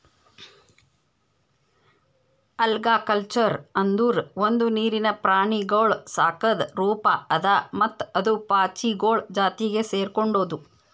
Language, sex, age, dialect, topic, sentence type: Kannada, female, 25-30, Northeastern, agriculture, statement